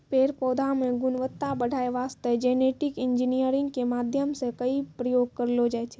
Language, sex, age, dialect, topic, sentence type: Maithili, female, 56-60, Angika, agriculture, statement